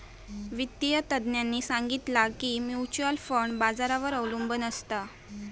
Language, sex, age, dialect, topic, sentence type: Marathi, female, 18-24, Southern Konkan, banking, statement